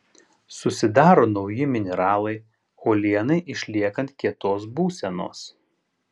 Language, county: Lithuanian, Panevėžys